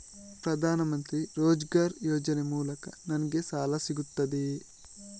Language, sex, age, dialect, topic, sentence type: Kannada, male, 41-45, Coastal/Dakshin, banking, question